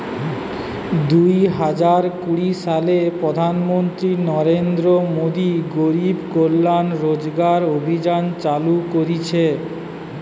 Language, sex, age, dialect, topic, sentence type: Bengali, male, 46-50, Western, banking, statement